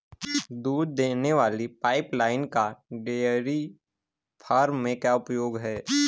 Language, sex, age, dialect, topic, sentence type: Hindi, male, 18-24, Awadhi Bundeli, agriculture, statement